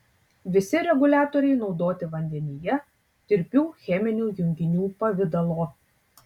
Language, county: Lithuanian, Tauragė